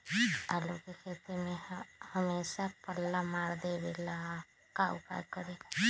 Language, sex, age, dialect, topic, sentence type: Magahi, female, 36-40, Western, agriculture, question